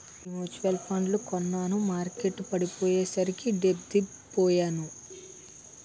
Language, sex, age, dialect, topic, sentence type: Telugu, male, 60-100, Utterandhra, banking, statement